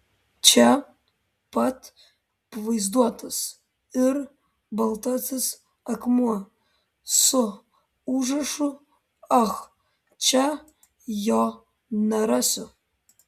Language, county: Lithuanian, Vilnius